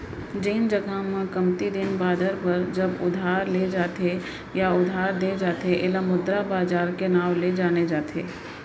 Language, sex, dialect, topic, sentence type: Chhattisgarhi, female, Central, banking, statement